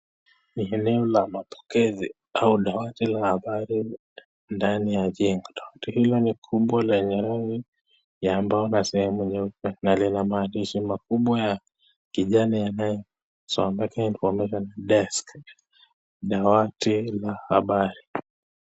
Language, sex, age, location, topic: Swahili, male, 18-24, Nakuru, government